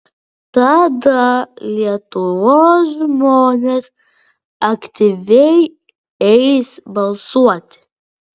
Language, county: Lithuanian, Vilnius